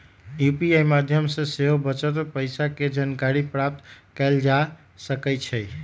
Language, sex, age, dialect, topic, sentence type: Magahi, male, 18-24, Western, banking, statement